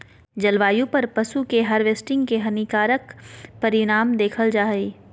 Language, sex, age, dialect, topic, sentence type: Magahi, female, 18-24, Southern, agriculture, statement